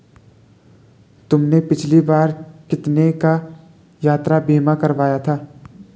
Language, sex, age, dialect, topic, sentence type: Hindi, male, 18-24, Garhwali, banking, statement